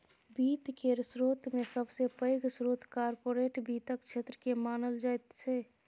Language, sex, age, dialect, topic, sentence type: Maithili, female, 25-30, Bajjika, banking, statement